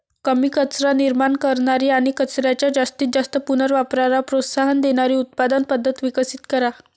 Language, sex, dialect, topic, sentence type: Marathi, female, Varhadi, agriculture, statement